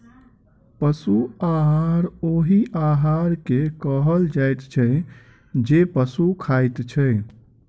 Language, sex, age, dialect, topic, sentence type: Maithili, male, 25-30, Southern/Standard, agriculture, statement